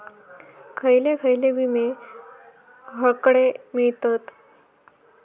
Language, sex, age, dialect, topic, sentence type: Marathi, female, 18-24, Southern Konkan, banking, question